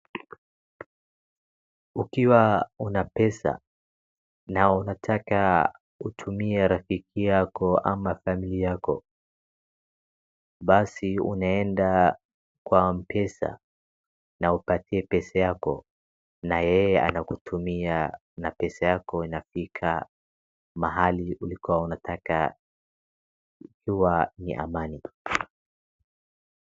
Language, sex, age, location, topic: Swahili, male, 36-49, Wajir, finance